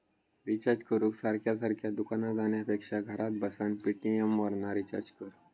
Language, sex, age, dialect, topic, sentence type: Marathi, male, 25-30, Southern Konkan, banking, statement